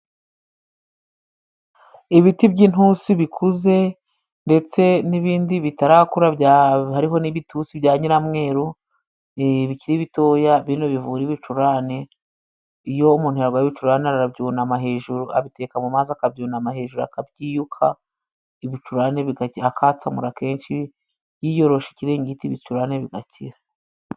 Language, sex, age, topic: Kinyarwanda, female, 36-49, health